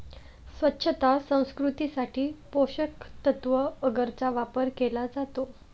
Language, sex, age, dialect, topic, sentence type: Marathi, female, 18-24, Standard Marathi, agriculture, statement